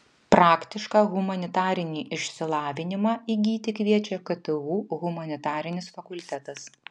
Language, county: Lithuanian, Vilnius